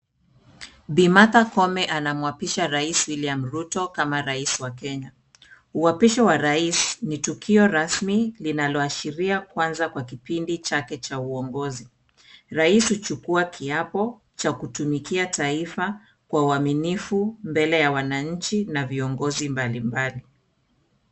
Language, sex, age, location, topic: Swahili, female, 36-49, Kisumu, government